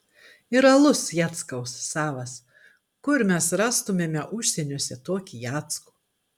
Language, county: Lithuanian, Klaipėda